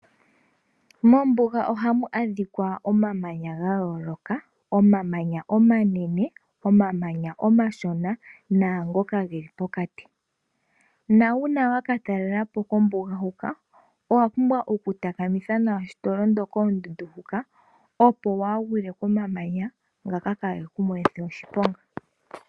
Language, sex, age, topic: Oshiwambo, female, 18-24, agriculture